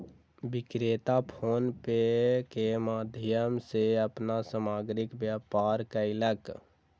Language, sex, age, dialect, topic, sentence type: Maithili, male, 60-100, Southern/Standard, banking, statement